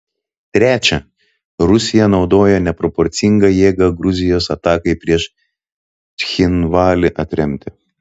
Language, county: Lithuanian, Telšiai